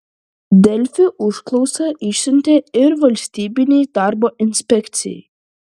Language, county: Lithuanian, Klaipėda